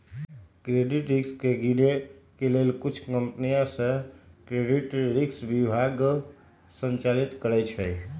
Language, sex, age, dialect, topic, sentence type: Magahi, male, 31-35, Western, banking, statement